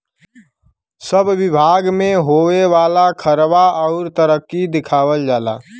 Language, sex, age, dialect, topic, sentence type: Bhojpuri, male, 18-24, Western, banking, statement